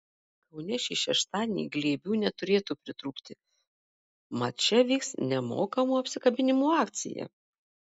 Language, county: Lithuanian, Marijampolė